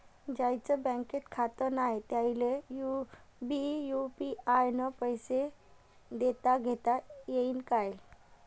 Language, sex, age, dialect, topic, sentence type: Marathi, female, 31-35, Varhadi, banking, question